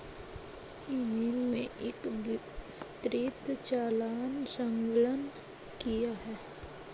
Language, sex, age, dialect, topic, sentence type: Hindi, female, 36-40, Kanauji Braj Bhasha, banking, statement